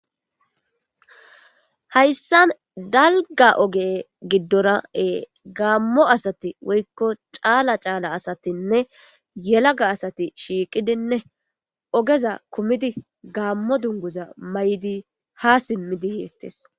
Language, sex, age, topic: Gamo, female, 18-24, government